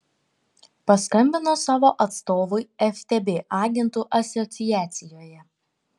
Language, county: Lithuanian, Panevėžys